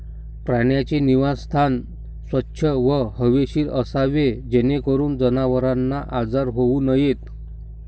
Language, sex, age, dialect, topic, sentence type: Marathi, male, 60-100, Standard Marathi, agriculture, statement